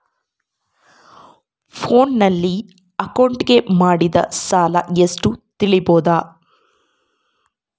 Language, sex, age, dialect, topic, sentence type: Kannada, female, 25-30, Central, banking, question